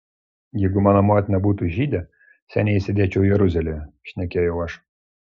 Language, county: Lithuanian, Klaipėda